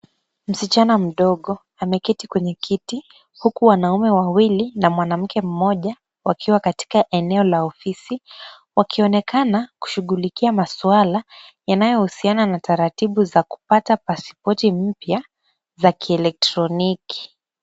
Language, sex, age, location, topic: Swahili, female, 25-35, Kisumu, government